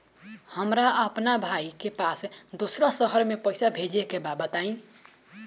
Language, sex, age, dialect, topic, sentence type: Bhojpuri, male, 18-24, Northern, banking, question